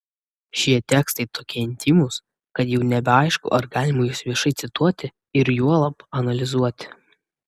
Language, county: Lithuanian, Vilnius